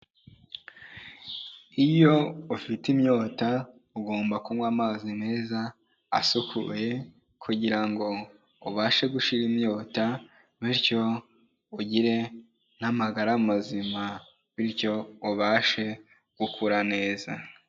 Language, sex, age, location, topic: Kinyarwanda, male, 18-24, Kigali, health